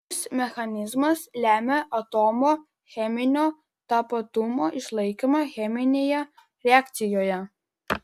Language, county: Lithuanian, Vilnius